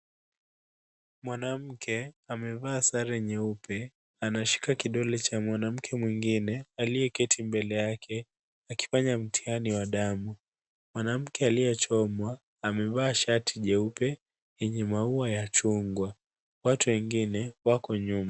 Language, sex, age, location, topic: Swahili, male, 18-24, Kisumu, health